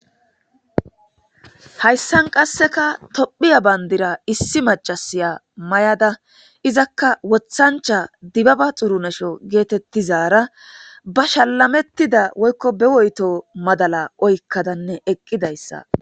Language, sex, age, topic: Gamo, female, 25-35, government